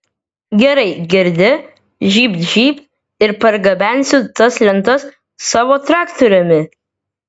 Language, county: Lithuanian, Vilnius